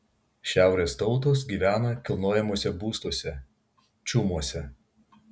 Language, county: Lithuanian, Vilnius